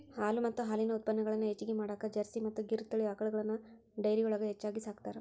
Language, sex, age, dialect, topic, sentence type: Kannada, female, 41-45, Dharwad Kannada, agriculture, statement